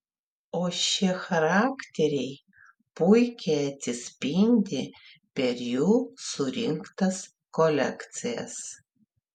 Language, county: Lithuanian, Klaipėda